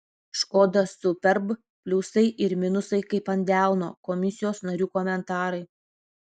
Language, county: Lithuanian, Vilnius